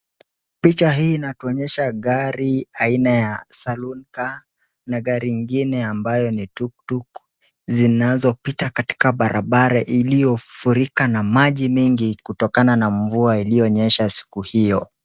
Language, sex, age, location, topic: Swahili, male, 25-35, Kisii, health